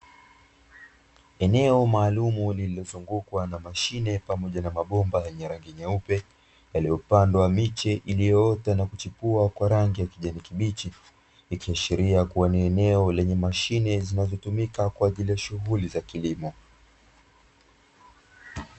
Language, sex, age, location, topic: Swahili, male, 25-35, Dar es Salaam, agriculture